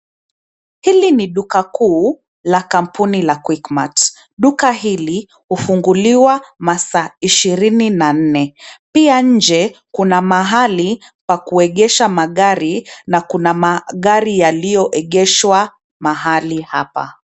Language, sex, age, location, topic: Swahili, female, 25-35, Nairobi, finance